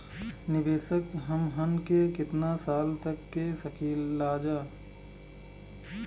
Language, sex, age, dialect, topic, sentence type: Bhojpuri, male, 25-30, Western, banking, question